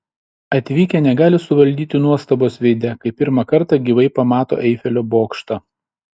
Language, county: Lithuanian, Šiauliai